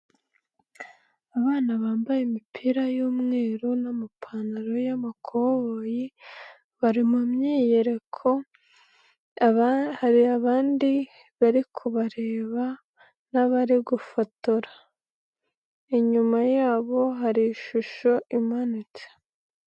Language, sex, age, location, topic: Kinyarwanda, male, 25-35, Nyagatare, government